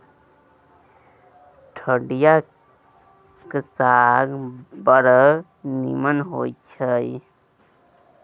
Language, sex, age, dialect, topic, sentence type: Maithili, male, 18-24, Bajjika, agriculture, statement